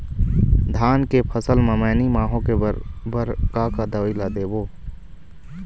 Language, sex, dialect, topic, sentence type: Chhattisgarhi, male, Eastern, agriculture, question